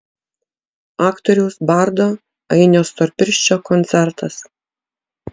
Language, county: Lithuanian, Utena